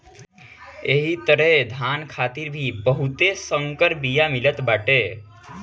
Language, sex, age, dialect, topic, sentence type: Bhojpuri, male, 18-24, Northern, agriculture, statement